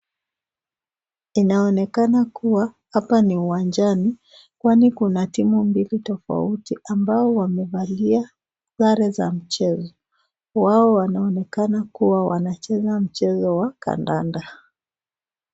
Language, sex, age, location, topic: Swahili, female, 25-35, Nakuru, government